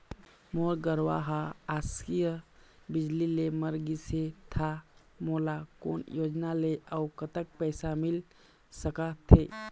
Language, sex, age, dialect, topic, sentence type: Chhattisgarhi, male, 25-30, Eastern, banking, question